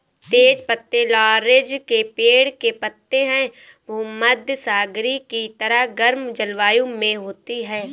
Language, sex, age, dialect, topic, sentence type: Hindi, female, 18-24, Awadhi Bundeli, agriculture, statement